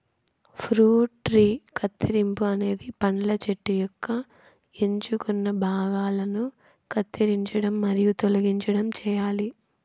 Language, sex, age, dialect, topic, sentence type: Telugu, female, 18-24, Southern, agriculture, statement